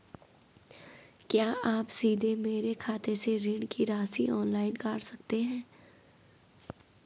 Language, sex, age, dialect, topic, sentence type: Hindi, female, 25-30, Garhwali, banking, question